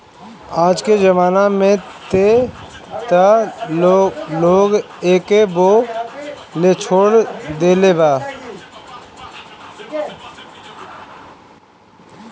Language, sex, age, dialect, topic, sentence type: Bhojpuri, male, 36-40, Northern, agriculture, statement